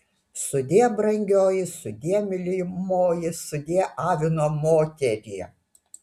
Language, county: Lithuanian, Utena